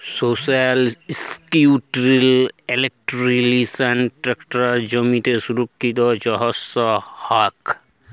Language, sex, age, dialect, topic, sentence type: Bengali, male, 25-30, Jharkhandi, banking, statement